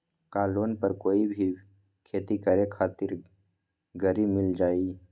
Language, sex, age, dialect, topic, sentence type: Magahi, male, 18-24, Western, agriculture, question